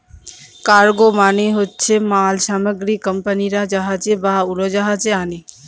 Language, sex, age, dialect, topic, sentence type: Bengali, female, 25-30, Northern/Varendri, banking, statement